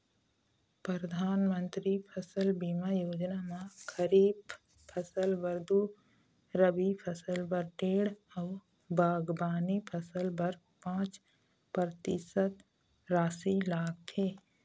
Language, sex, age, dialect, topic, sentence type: Chhattisgarhi, female, 25-30, Eastern, agriculture, statement